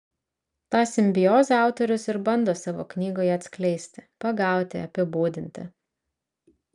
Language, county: Lithuanian, Vilnius